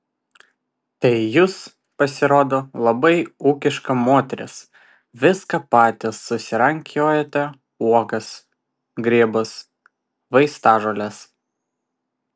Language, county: Lithuanian, Vilnius